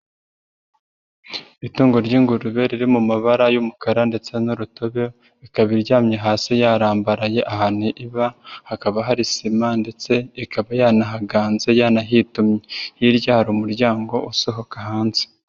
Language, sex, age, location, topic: Kinyarwanda, female, 25-35, Nyagatare, agriculture